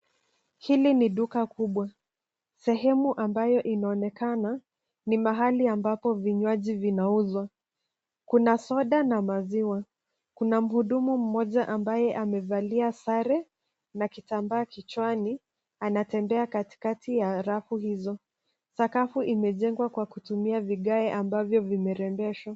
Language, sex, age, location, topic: Swahili, female, 25-35, Nairobi, finance